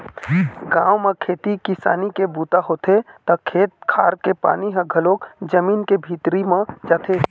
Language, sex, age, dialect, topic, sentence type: Chhattisgarhi, male, 18-24, Eastern, agriculture, statement